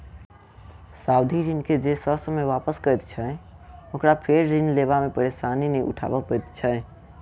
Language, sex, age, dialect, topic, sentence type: Maithili, male, 18-24, Southern/Standard, banking, statement